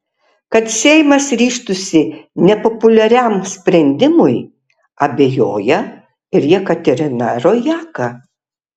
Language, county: Lithuanian, Tauragė